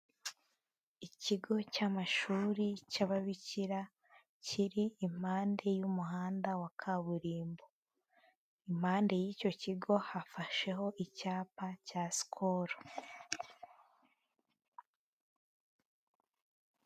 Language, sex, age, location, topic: Kinyarwanda, female, 18-24, Huye, education